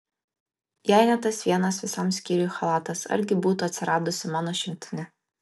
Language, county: Lithuanian, Kaunas